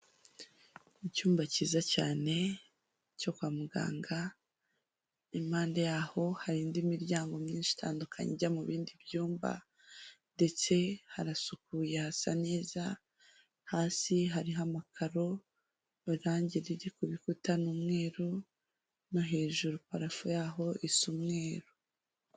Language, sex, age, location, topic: Kinyarwanda, female, 25-35, Huye, health